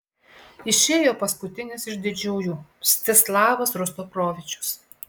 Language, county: Lithuanian, Klaipėda